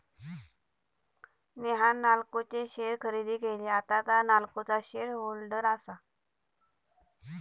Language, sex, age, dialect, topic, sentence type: Marathi, male, 31-35, Southern Konkan, banking, statement